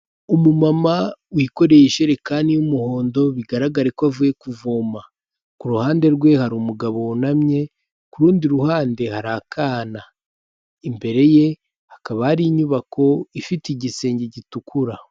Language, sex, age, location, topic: Kinyarwanda, male, 18-24, Kigali, health